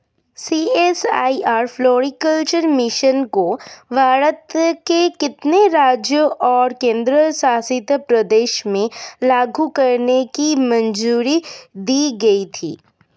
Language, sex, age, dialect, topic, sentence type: Hindi, female, 25-30, Hindustani Malvi Khadi Boli, banking, question